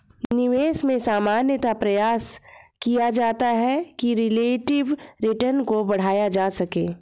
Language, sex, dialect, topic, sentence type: Hindi, female, Hindustani Malvi Khadi Boli, banking, statement